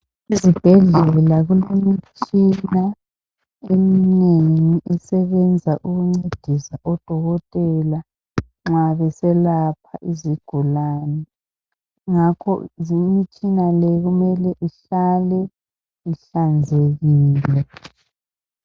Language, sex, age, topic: North Ndebele, female, 50+, health